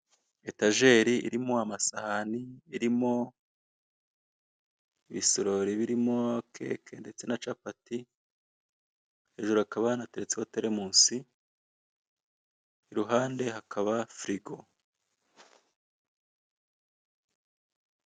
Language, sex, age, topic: Kinyarwanda, male, 25-35, finance